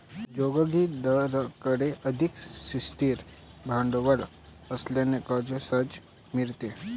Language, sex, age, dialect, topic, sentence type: Marathi, male, 18-24, Varhadi, banking, statement